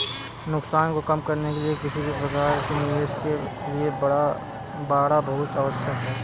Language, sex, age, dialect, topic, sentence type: Hindi, male, 18-24, Kanauji Braj Bhasha, banking, statement